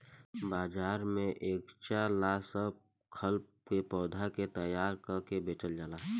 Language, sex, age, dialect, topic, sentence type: Bhojpuri, male, 18-24, Southern / Standard, agriculture, statement